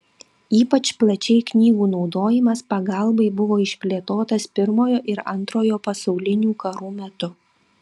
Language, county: Lithuanian, Klaipėda